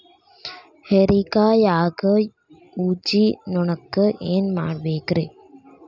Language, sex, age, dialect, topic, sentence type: Kannada, female, 25-30, Dharwad Kannada, agriculture, question